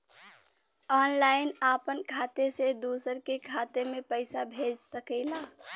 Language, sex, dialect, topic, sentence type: Bhojpuri, female, Western, banking, statement